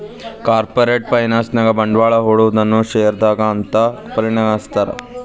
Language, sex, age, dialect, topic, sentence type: Kannada, male, 18-24, Dharwad Kannada, banking, statement